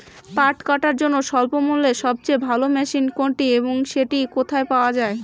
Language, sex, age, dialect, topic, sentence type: Bengali, female, <18, Rajbangshi, agriculture, question